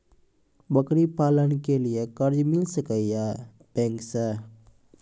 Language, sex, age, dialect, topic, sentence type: Maithili, male, 18-24, Angika, banking, question